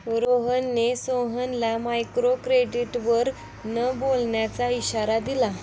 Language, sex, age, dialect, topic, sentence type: Marathi, female, 18-24, Standard Marathi, banking, statement